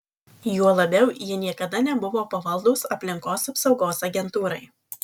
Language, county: Lithuanian, Alytus